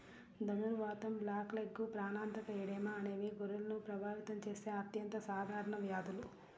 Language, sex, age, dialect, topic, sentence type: Telugu, female, 36-40, Central/Coastal, agriculture, statement